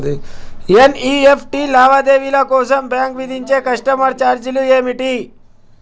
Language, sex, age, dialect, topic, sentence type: Telugu, male, 25-30, Telangana, banking, question